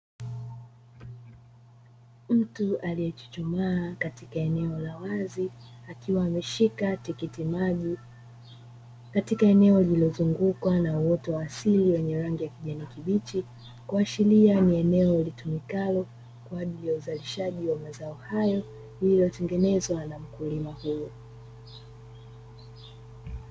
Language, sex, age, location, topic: Swahili, female, 25-35, Dar es Salaam, agriculture